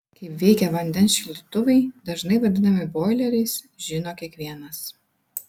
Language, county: Lithuanian, Vilnius